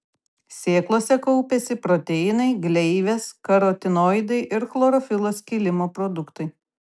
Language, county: Lithuanian, Kaunas